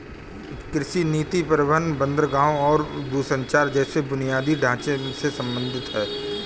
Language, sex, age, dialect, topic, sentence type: Hindi, male, 31-35, Kanauji Braj Bhasha, agriculture, statement